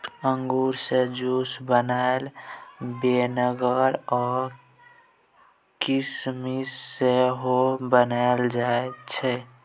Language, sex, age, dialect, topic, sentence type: Maithili, male, 18-24, Bajjika, agriculture, statement